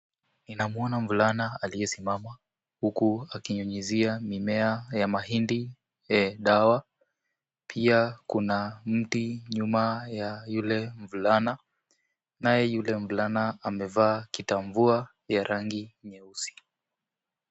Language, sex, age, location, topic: Swahili, male, 18-24, Kisumu, health